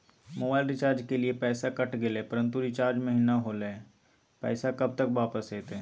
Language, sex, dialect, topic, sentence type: Magahi, male, Southern, banking, question